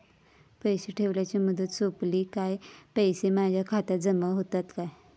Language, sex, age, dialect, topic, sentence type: Marathi, female, 25-30, Southern Konkan, banking, question